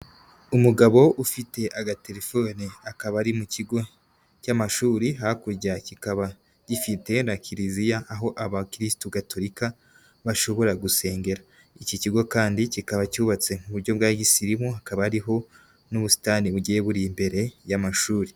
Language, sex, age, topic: Kinyarwanda, female, 18-24, education